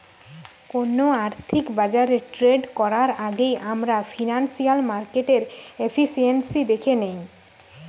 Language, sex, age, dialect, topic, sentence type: Bengali, female, 18-24, Western, banking, statement